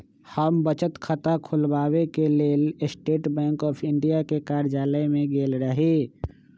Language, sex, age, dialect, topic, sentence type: Magahi, male, 25-30, Western, banking, statement